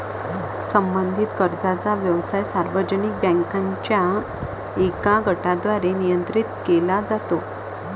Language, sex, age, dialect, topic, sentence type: Marathi, female, 25-30, Varhadi, banking, statement